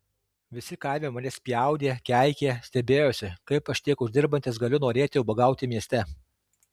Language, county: Lithuanian, Alytus